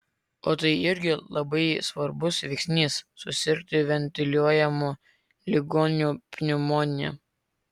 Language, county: Lithuanian, Vilnius